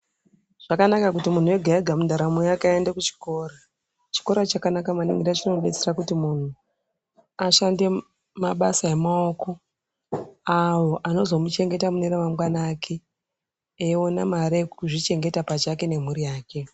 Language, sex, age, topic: Ndau, female, 36-49, education